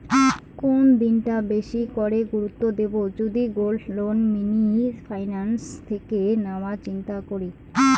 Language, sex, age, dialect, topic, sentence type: Bengali, female, 25-30, Rajbangshi, banking, question